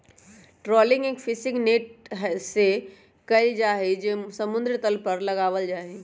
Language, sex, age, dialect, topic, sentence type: Magahi, male, 18-24, Western, agriculture, statement